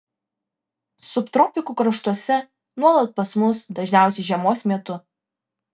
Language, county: Lithuanian, Vilnius